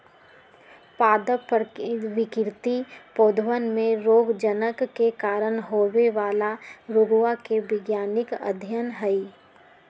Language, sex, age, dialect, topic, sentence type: Magahi, female, 36-40, Western, agriculture, statement